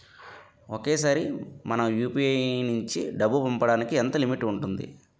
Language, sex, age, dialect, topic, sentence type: Telugu, male, 25-30, Utterandhra, banking, question